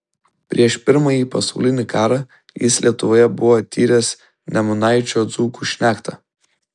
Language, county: Lithuanian, Vilnius